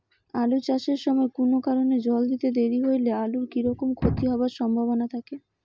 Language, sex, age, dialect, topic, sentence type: Bengali, female, 18-24, Rajbangshi, agriculture, question